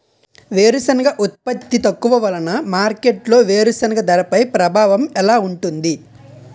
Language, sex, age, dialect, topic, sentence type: Telugu, male, 25-30, Utterandhra, agriculture, question